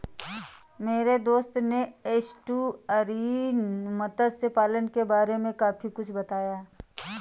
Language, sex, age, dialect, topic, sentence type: Hindi, female, 25-30, Awadhi Bundeli, agriculture, statement